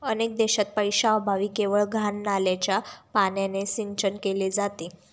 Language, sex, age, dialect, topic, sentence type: Marathi, female, 18-24, Standard Marathi, agriculture, statement